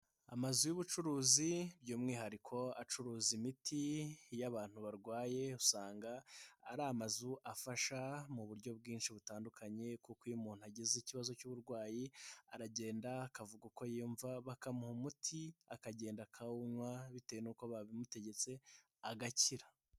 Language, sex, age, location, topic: Kinyarwanda, male, 25-35, Nyagatare, health